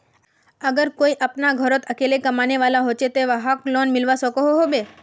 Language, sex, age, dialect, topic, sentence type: Magahi, female, 56-60, Northeastern/Surjapuri, banking, question